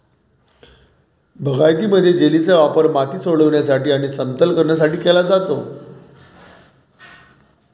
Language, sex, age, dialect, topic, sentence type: Marathi, male, 41-45, Varhadi, agriculture, statement